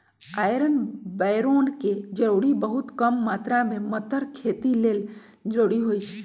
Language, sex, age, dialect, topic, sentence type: Magahi, female, 41-45, Western, agriculture, statement